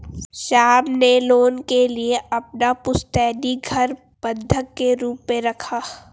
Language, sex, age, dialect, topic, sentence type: Hindi, female, 18-24, Hindustani Malvi Khadi Boli, banking, statement